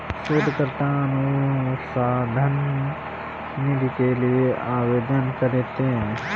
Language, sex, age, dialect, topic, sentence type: Hindi, male, 25-30, Marwari Dhudhari, banking, statement